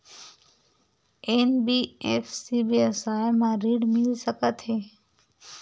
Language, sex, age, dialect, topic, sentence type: Chhattisgarhi, female, 46-50, Western/Budati/Khatahi, banking, question